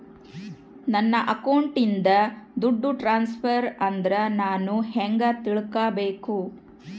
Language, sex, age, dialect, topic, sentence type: Kannada, female, 36-40, Central, banking, question